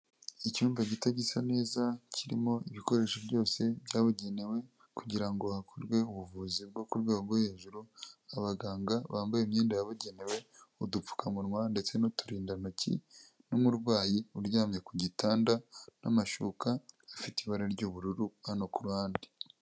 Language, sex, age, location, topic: Kinyarwanda, male, 25-35, Kigali, health